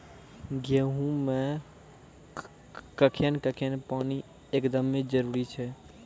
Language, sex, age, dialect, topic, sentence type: Maithili, male, 18-24, Angika, agriculture, question